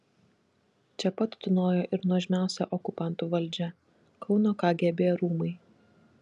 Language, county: Lithuanian, Kaunas